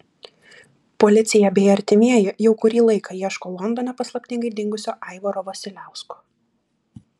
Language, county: Lithuanian, Klaipėda